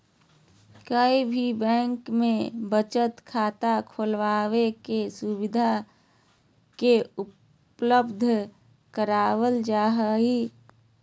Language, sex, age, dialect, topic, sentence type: Magahi, female, 31-35, Southern, banking, statement